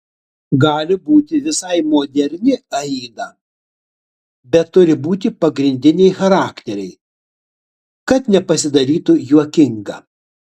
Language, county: Lithuanian, Utena